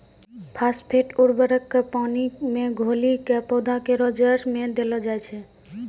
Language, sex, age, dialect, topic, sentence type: Maithili, female, 18-24, Angika, agriculture, statement